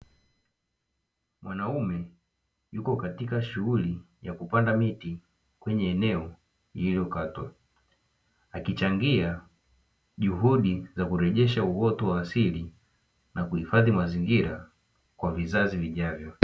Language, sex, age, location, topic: Swahili, male, 18-24, Dar es Salaam, agriculture